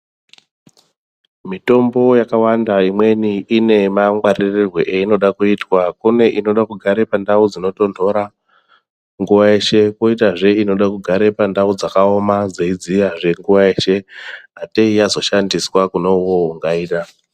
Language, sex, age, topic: Ndau, male, 25-35, health